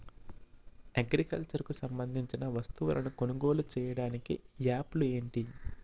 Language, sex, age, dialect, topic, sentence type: Telugu, male, 41-45, Utterandhra, agriculture, question